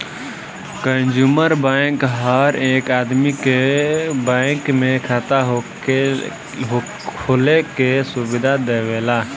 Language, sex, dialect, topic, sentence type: Bhojpuri, male, Southern / Standard, banking, statement